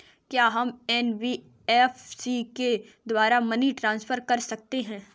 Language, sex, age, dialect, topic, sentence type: Hindi, female, 18-24, Kanauji Braj Bhasha, banking, question